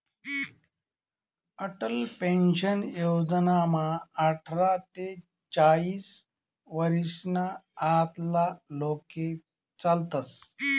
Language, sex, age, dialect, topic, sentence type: Marathi, male, 41-45, Northern Konkan, banking, statement